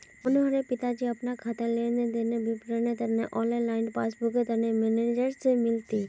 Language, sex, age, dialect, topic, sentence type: Magahi, female, 18-24, Northeastern/Surjapuri, banking, statement